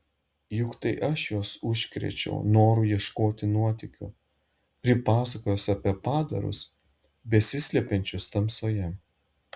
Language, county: Lithuanian, Šiauliai